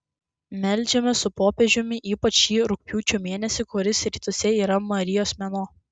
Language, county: Lithuanian, Klaipėda